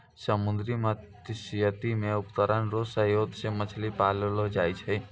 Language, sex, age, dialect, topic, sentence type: Maithili, male, 60-100, Angika, agriculture, statement